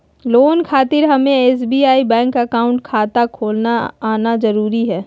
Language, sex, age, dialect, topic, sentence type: Magahi, female, 25-30, Southern, banking, question